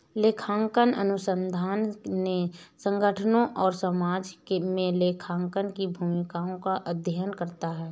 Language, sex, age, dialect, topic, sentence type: Hindi, female, 31-35, Awadhi Bundeli, banking, statement